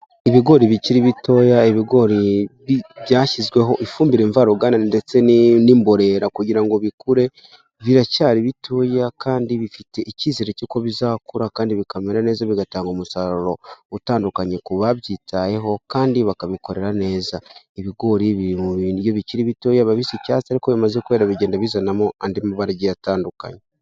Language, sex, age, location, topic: Kinyarwanda, male, 18-24, Huye, agriculture